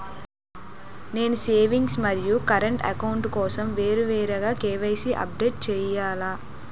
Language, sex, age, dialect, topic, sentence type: Telugu, female, 18-24, Utterandhra, banking, question